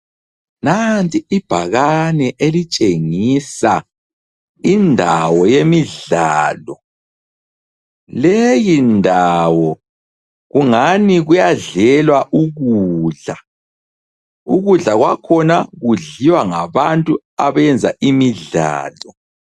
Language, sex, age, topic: North Ndebele, male, 25-35, education